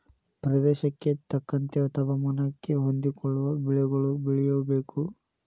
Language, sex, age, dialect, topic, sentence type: Kannada, male, 18-24, Dharwad Kannada, agriculture, statement